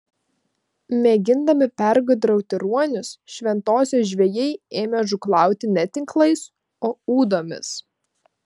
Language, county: Lithuanian, Vilnius